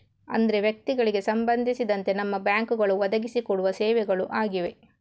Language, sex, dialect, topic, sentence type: Kannada, female, Coastal/Dakshin, banking, statement